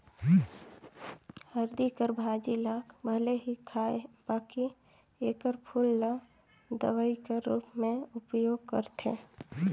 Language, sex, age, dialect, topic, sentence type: Chhattisgarhi, female, 25-30, Northern/Bhandar, agriculture, statement